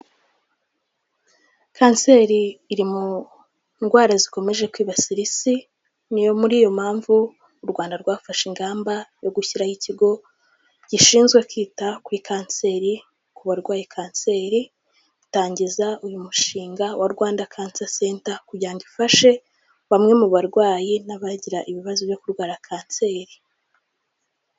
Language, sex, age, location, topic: Kinyarwanda, female, 18-24, Kigali, health